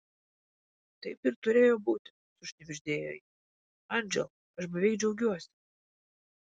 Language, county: Lithuanian, Vilnius